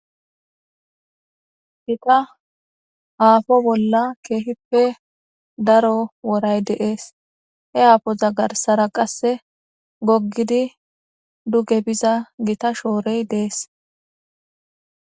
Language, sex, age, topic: Gamo, female, 18-24, government